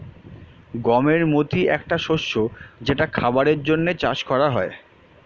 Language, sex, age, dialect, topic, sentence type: Bengali, male, 31-35, Standard Colloquial, agriculture, statement